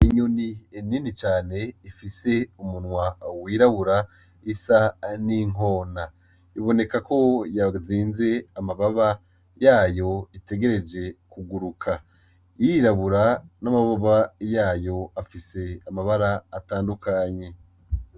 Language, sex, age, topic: Rundi, male, 25-35, agriculture